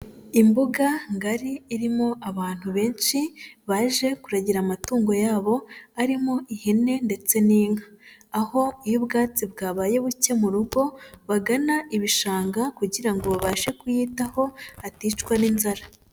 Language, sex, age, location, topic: Kinyarwanda, female, 25-35, Huye, agriculture